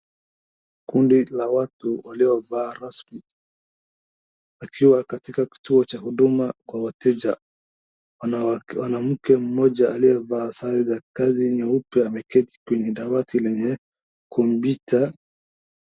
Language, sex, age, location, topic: Swahili, male, 18-24, Wajir, government